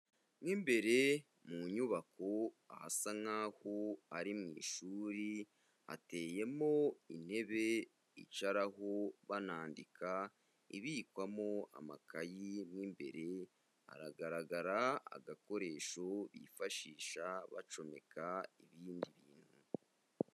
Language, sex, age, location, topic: Kinyarwanda, male, 25-35, Kigali, education